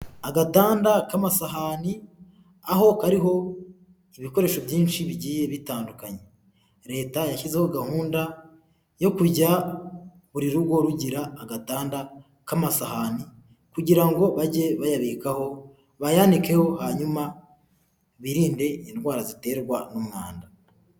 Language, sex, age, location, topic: Kinyarwanda, male, 18-24, Huye, health